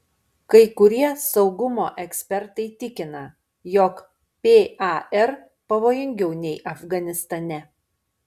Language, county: Lithuanian, Panevėžys